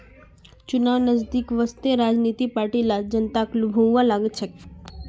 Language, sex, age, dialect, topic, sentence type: Magahi, female, 25-30, Northeastern/Surjapuri, banking, statement